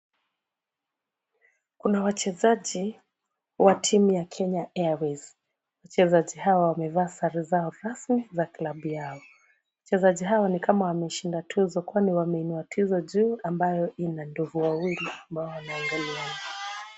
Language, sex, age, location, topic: Swahili, female, 36-49, Kisumu, government